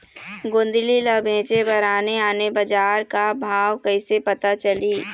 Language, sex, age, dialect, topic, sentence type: Chhattisgarhi, female, 18-24, Eastern, agriculture, question